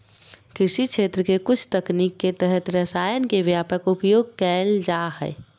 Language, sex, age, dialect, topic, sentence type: Magahi, female, 41-45, Southern, agriculture, statement